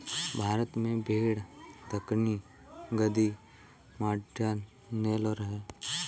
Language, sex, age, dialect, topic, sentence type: Hindi, male, 18-24, Kanauji Braj Bhasha, agriculture, statement